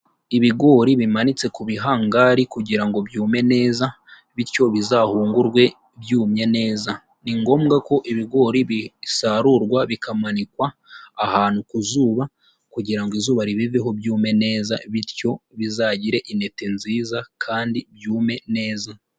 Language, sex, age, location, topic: Kinyarwanda, male, 18-24, Huye, agriculture